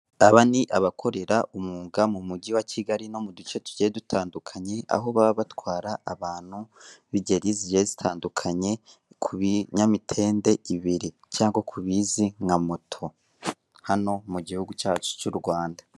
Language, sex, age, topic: Kinyarwanda, male, 18-24, finance